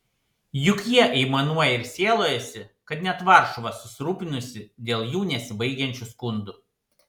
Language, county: Lithuanian, Panevėžys